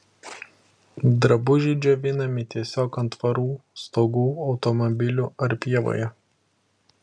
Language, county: Lithuanian, Klaipėda